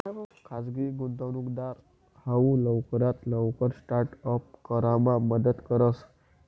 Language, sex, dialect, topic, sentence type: Marathi, male, Northern Konkan, banking, statement